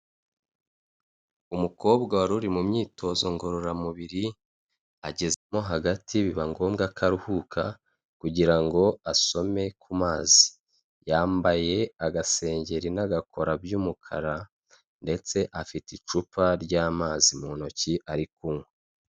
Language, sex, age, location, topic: Kinyarwanda, male, 25-35, Kigali, health